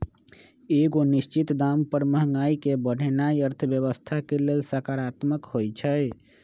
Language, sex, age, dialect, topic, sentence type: Magahi, male, 25-30, Western, banking, statement